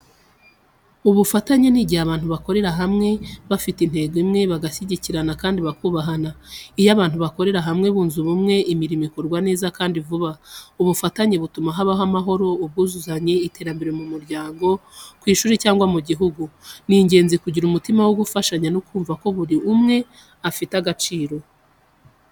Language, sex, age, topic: Kinyarwanda, female, 25-35, education